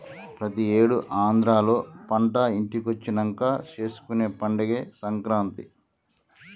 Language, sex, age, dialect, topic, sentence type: Telugu, male, 46-50, Telangana, agriculture, statement